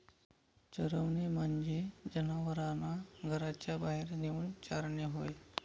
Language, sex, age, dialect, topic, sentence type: Marathi, male, 31-35, Northern Konkan, agriculture, statement